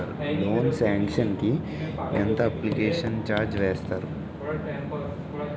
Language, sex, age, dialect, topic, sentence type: Telugu, male, 18-24, Utterandhra, banking, question